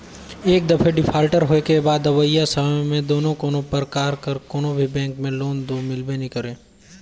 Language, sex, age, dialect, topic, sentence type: Chhattisgarhi, male, 25-30, Northern/Bhandar, banking, statement